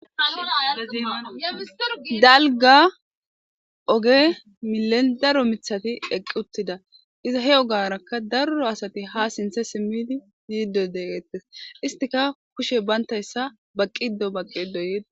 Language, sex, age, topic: Gamo, female, 18-24, government